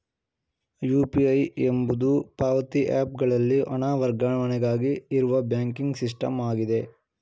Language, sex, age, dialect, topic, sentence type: Kannada, male, 18-24, Mysore Kannada, banking, statement